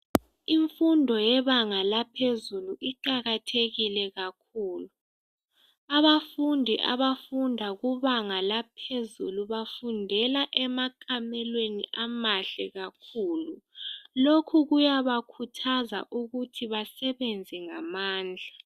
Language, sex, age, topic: North Ndebele, female, 18-24, education